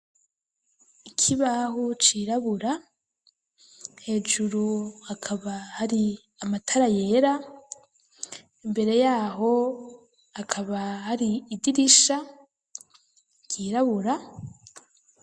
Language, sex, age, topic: Rundi, female, 25-35, education